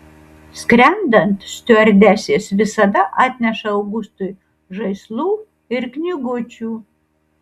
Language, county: Lithuanian, Kaunas